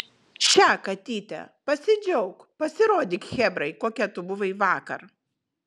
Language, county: Lithuanian, Vilnius